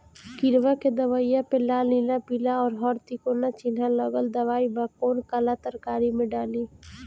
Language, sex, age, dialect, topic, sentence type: Bhojpuri, female, 18-24, Northern, agriculture, question